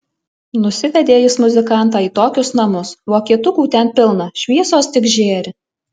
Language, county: Lithuanian, Alytus